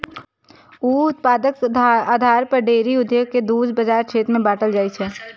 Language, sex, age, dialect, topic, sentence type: Maithili, female, 25-30, Eastern / Thethi, agriculture, statement